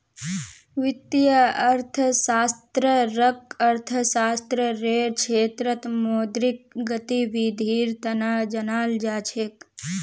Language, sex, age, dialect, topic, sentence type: Magahi, female, 18-24, Northeastern/Surjapuri, banking, statement